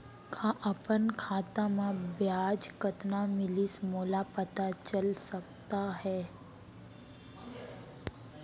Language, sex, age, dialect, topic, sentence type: Chhattisgarhi, female, 18-24, Central, banking, question